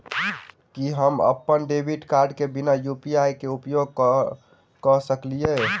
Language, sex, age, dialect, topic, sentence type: Maithili, male, 18-24, Southern/Standard, banking, question